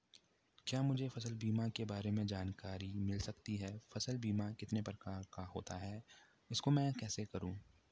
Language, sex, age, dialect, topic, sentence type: Hindi, male, 18-24, Garhwali, banking, question